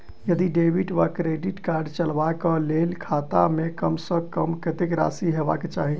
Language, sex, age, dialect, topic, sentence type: Maithili, male, 18-24, Southern/Standard, banking, question